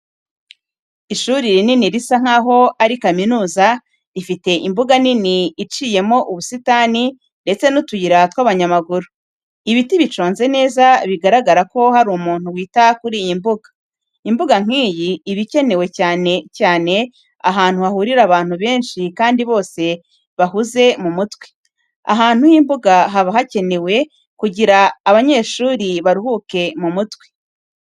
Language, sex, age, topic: Kinyarwanda, female, 36-49, education